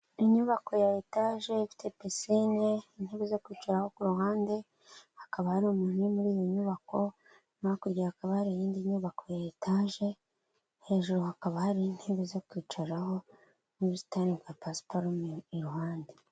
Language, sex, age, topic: Kinyarwanda, female, 25-35, finance